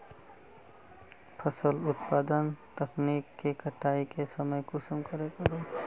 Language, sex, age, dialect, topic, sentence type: Magahi, male, 25-30, Northeastern/Surjapuri, agriculture, question